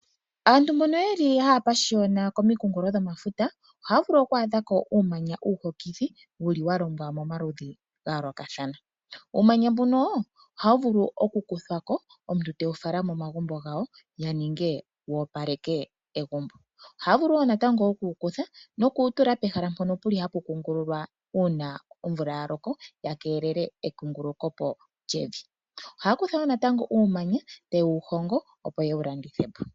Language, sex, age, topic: Oshiwambo, female, 25-35, agriculture